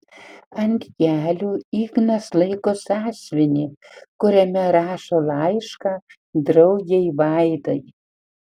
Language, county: Lithuanian, Panevėžys